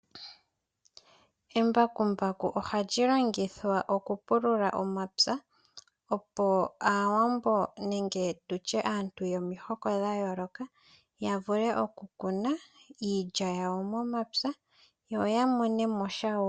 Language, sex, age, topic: Oshiwambo, female, 18-24, agriculture